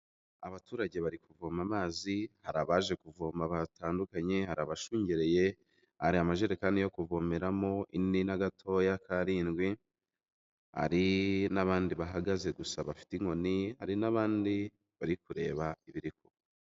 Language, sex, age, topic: Kinyarwanda, male, 25-35, health